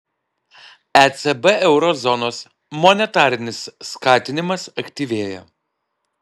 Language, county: Lithuanian, Alytus